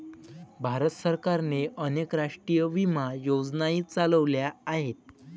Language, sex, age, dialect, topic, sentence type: Marathi, male, 18-24, Varhadi, banking, statement